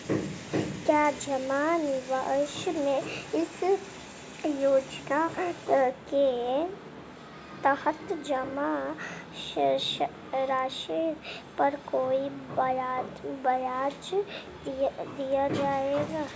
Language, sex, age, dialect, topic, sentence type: Hindi, female, 25-30, Marwari Dhudhari, banking, question